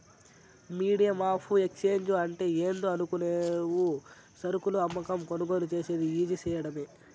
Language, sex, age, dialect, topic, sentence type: Telugu, male, 41-45, Southern, banking, statement